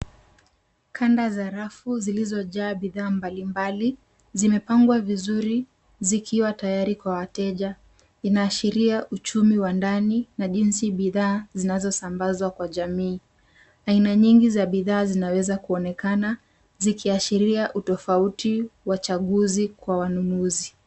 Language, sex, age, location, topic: Swahili, female, 18-24, Nairobi, finance